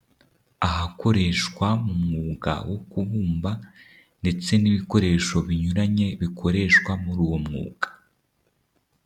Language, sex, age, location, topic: Kinyarwanda, male, 18-24, Nyagatare, education